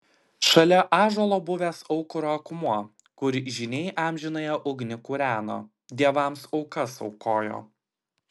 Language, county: Lithuanian, Klaipėda